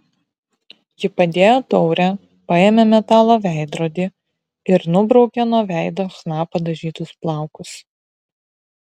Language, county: Lithuanian, Vilnius